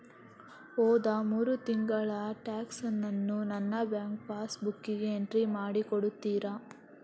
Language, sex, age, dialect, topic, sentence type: Kannada, female, 18-24, Coastal/Dakshin, banking, question